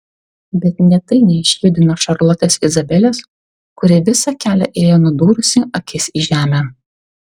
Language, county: Lithuanian, Vilnius